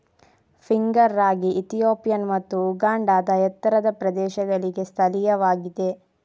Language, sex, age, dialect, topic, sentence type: Kannada, female, 46-50, Coastal/Dakshin, agriculture, statement